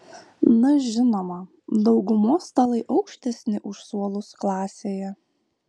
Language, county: Lithuanian, Vilnius